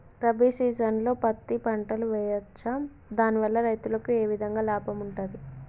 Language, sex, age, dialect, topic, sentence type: Telugu, female, 18-24, Telangana, agriculture, question